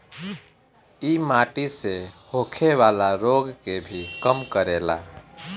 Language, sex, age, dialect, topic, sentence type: Bhojpuri, male, 25-30, Northern, agriculture, statement